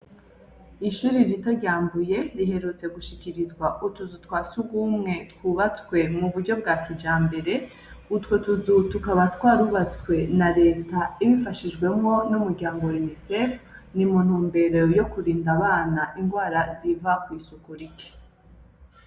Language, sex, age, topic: Rundi, female, 25-35, education